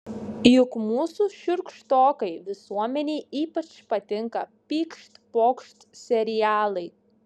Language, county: Lithuanian, Šiauliai